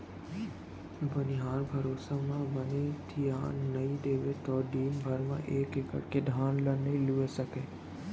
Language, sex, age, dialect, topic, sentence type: Chhattisgarhi, male, 18-24, Central, agriculture, statement